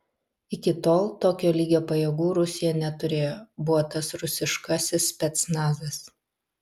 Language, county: Lithuanian, Vilnius